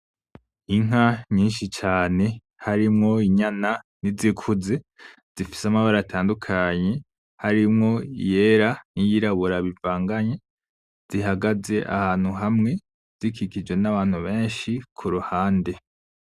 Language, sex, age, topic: Rundi, male, 18-24, agriculture